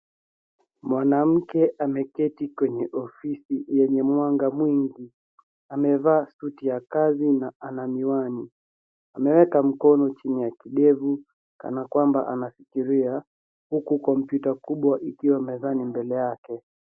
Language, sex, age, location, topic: Swahili, male, 50+, Nairobi, education